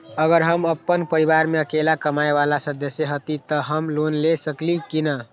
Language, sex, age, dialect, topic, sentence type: Magahi, male, 18-24, Western, banking, question